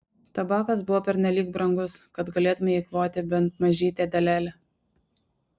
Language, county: Lithuanian, Šiauliai